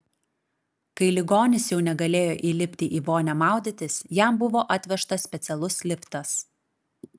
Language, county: Lithuanian, Klaipėda